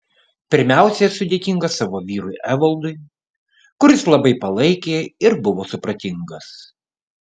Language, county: Lithuanian, Kaunas